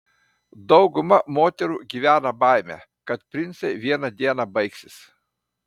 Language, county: Lithuanian, Panevėžys